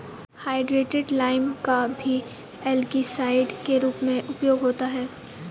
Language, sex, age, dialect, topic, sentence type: Hindi, female, 18-24, Kanauji Braj Bhasha, agriculture, statement